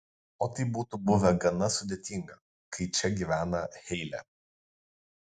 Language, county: Lithuanian, Kaunas